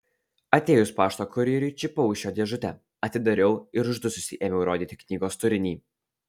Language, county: Lithuanian, Alytus